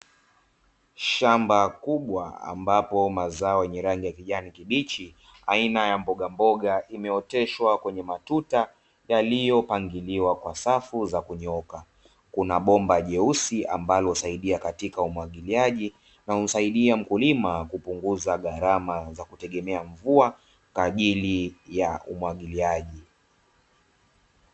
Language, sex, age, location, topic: Swahili, male, 25-35, Dar es Salaam, agriculture